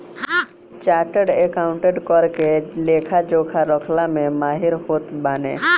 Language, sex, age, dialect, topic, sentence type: Bhojpuri, male, <18, Northern, banking, statement